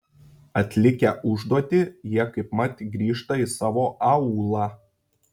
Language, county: Lithuanian, Šiauliai